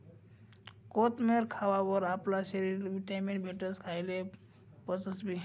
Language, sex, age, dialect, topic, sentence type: Marathi, male, 56-60, Northern Konkan, agriculture, statement